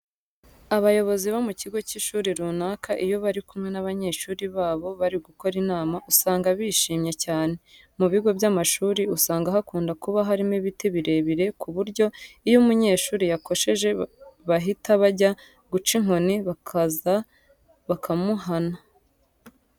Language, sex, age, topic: Kinyarwanda, female, 18-24, education